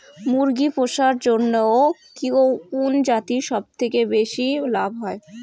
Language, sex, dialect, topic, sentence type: Bengali, female, Rajbangshi, agriculture, question